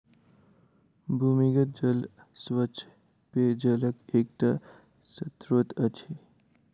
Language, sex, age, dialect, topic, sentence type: Maithili, male, 18-24, Southern/Standard, agriculture, statement